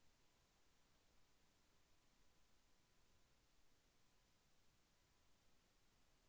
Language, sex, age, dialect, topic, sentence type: Telugu, male, 25-30, Central/Coastal, banking, question